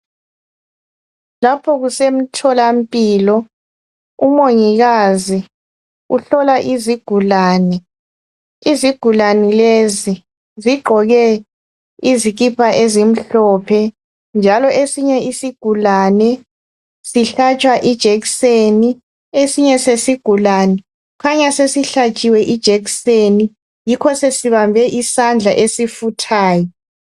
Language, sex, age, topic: North Ndebele, female, 36-49, health